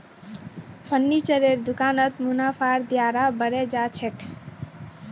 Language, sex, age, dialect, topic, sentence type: Magahi, female, 18-24, Northeastern/Surjapuri, banking, statement